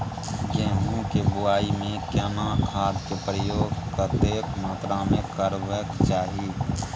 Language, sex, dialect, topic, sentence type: Maithili, male, Bajjika, agriculture, question